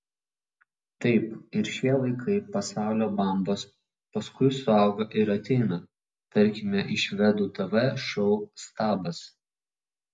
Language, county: Lithuanian, Vilnius